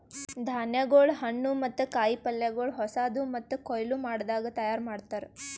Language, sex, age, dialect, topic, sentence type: Kannada, female, 18-24, Northeastern, agriculture, statement